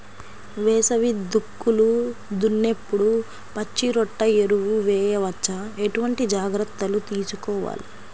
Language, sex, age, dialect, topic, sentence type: Telugu, female, 25-30, Central/Coastal, agriculture, question